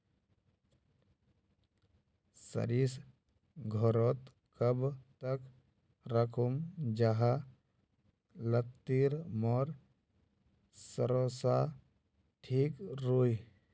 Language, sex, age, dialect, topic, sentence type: Magahi, male, 25-30, Northeastern/Surjapuri, agriculture, question